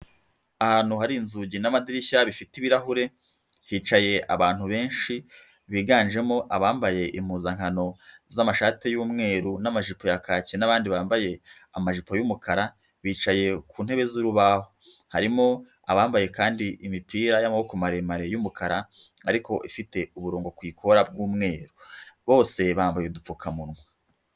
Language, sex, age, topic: Kinyarwanda, female, 50+, education